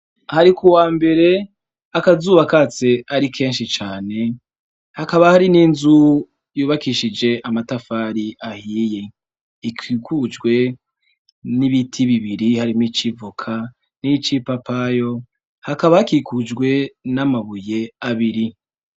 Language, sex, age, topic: Rundi, male, 25-35, education